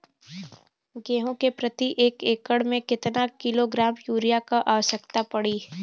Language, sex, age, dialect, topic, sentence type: Bhojpuri, female, 18-24, Western, agriculture, question